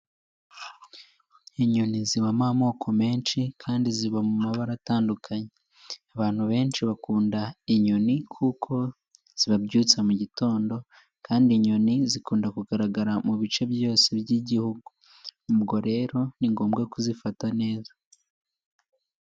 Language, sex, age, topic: Kinyarwanda, male, 18-24, agriculture